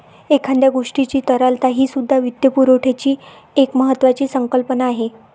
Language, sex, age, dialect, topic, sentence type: Marathi, female, 31-35, Varhadi, banking, statement